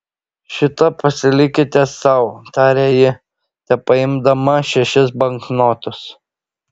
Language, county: Lithuanian, Šiauliai